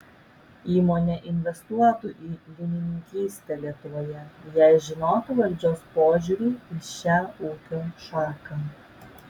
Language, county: Lithuanian, Vilnius